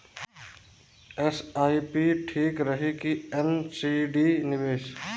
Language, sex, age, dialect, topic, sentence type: Bhojpuri, male, 25-30, Southern / Standard, banking, question